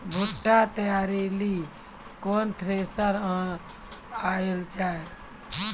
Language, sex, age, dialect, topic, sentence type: Maithili, male, 60-100, Angika, agriculture, question